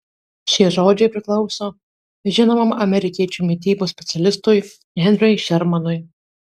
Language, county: Lithuanian, Marijampolė